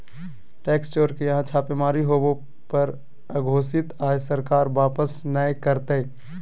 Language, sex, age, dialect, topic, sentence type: Magahi, male, 18-24, Southern, banking, statement